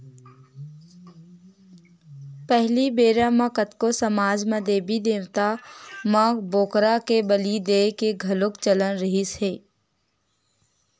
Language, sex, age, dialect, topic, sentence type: Chhattisgarhi, female, 18-24, Western/Budati/Khatahi, agriculture, statement